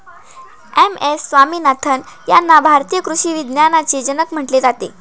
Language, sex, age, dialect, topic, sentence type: Marathi, male, 18-24, Northern Konkan, agriculture, statement